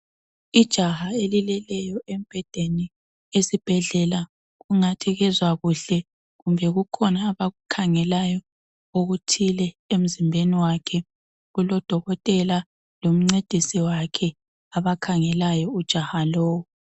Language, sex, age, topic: North Ndebele, female, 25-35, health